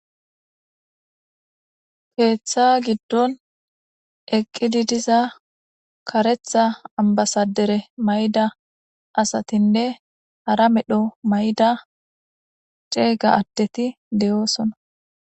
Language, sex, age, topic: Gamo, female, 18-24, government